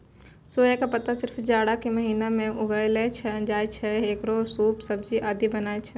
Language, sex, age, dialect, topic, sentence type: Maithili, female, 60-100, Angika, agriculture, statement